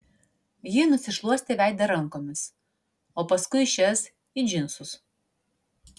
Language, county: Lithuanian, Vilnius